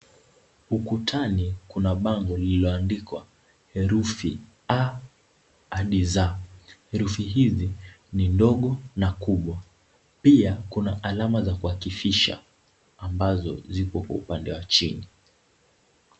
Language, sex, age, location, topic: Swahili, male, 18-24, Kisumu, education